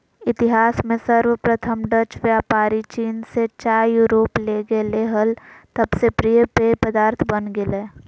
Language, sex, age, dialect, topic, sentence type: Magahi, female, 18-24, Southern, agriculture, statement